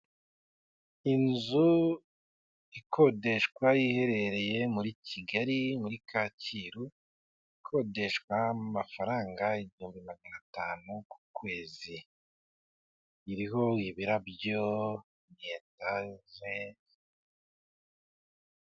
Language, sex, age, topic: Kinyarwanda, male, 25-35, finance